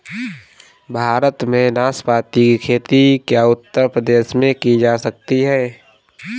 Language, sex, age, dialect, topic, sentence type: Hindi, male, 18-24, Kanauji Braj Bhasha, agriculture, statement